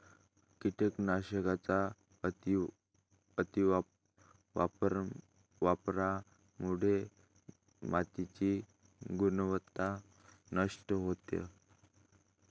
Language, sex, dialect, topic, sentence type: Marathi, male, Varhadi, agriculture, statement